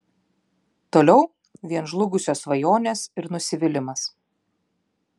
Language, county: Lithuanian, Klaipėda